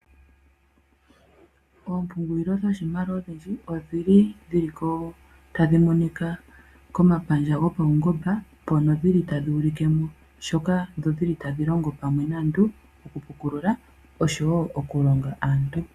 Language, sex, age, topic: Oshiwambo, female, 25-35, finance